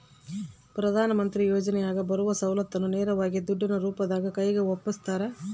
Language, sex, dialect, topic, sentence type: Kannada, female, Central, banking, question